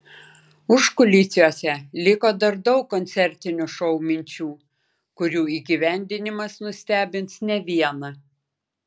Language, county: Lithuanian, Klaipėda